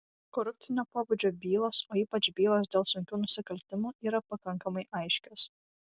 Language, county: Lithuanian, Vilnius